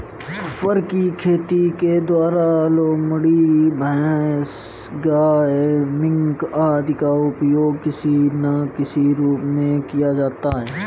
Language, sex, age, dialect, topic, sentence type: Hindi, male, 25-30, Marwari Dhudhari, agriculture, statement